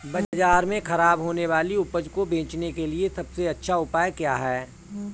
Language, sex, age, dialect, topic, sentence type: Hindi, male, 18-24, Marwari Dhudhari, agriculture, statement